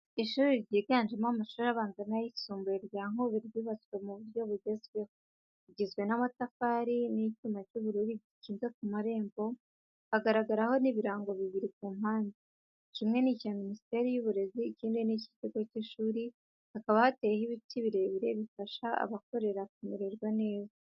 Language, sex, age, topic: Kinyarwanda, female, 18-24, education